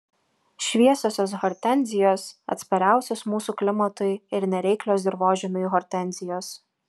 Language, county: Lithuanian, Vilnius